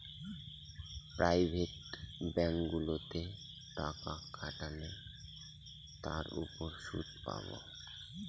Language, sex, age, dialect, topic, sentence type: Bengali, male, 31-35, Northern/Varendri, banking, statement